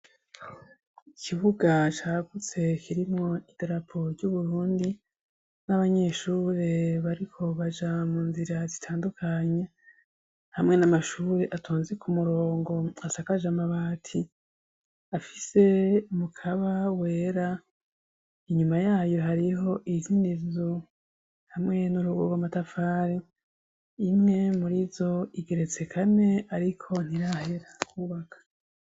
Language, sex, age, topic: Rundi, male, 25-35, education